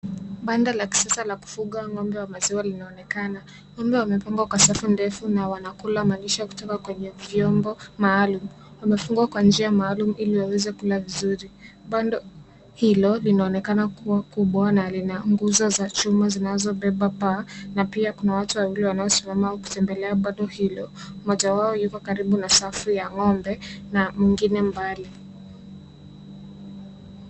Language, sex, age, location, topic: Swahili, female, 18-24, Kisii, agriculture